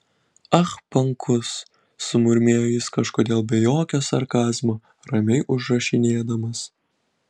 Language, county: Lithuanian, Kaunas